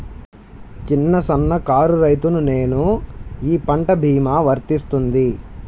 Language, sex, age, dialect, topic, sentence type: Telugu, male, 18-24, Central/Coastal, agriculture, question